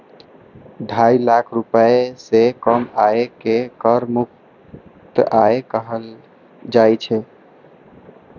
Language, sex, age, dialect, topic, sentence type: Maithili, male, 18-24, Eastern / Thethi, banking, statement